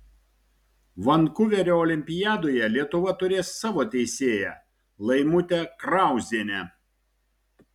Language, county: Lithuanian, Šiauliai